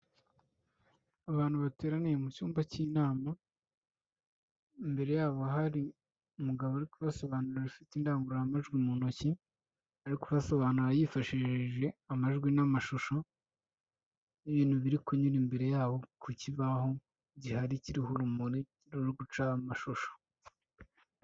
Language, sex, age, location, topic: Kinyarwanda, male, 25-35, Kigali, health